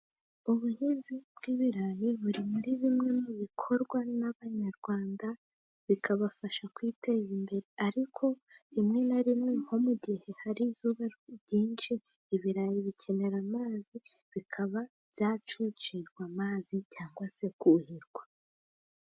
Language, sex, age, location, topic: Kinyarwanda, female, 18-24, Musanze, agriculture